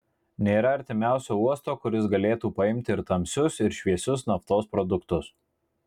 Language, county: Lithuanian, Marijampolė